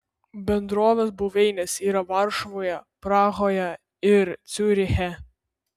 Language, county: Lithuanian, Vilnius